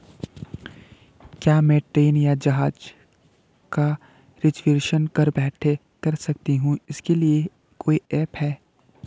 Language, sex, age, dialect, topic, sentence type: Hindi, male, 18-24, Garhwali, banking, question